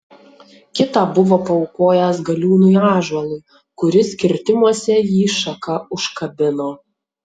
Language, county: Lithuanian, Utena